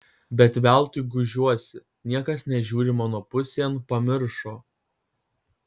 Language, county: Lithuanian, Kaunas